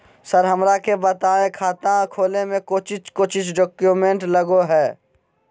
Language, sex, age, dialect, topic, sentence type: Magahi, male, 56-60, Southern, banking, question